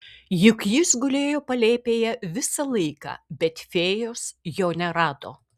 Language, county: Lithuanian, Kaunas